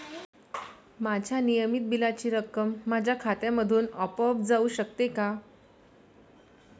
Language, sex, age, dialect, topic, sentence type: Marathi, female, 31-35, Standard Marathi, banking, question